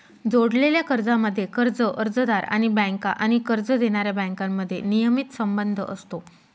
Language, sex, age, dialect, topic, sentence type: Marathi, female, 36-40, Northern Konkan, banking, statement